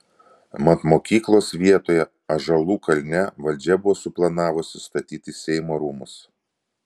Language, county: Lithuanian, Vilnius